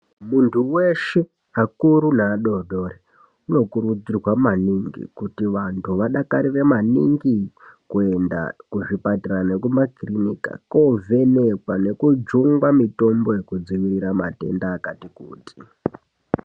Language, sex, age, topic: Ndau, female, 50+, health